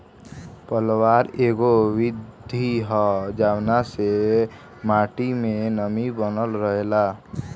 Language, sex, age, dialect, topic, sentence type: Bhojpuri, male, <18, Southern / Standard, agriculture, statement